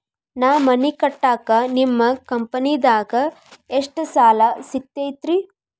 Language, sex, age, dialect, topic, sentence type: Kannada, female, 25-30, Dharwad Kannada, banking, question